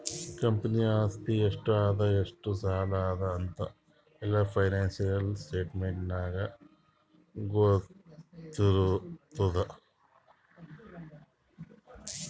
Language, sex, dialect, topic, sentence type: Kannada, male, Northeastern, banking, statement